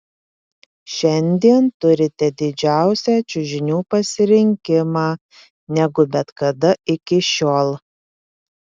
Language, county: Lithuanian, Panevėžys